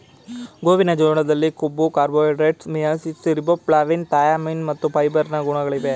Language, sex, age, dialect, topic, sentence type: Kannada, male, 18-24, Mysore Kannada, agriculture, statement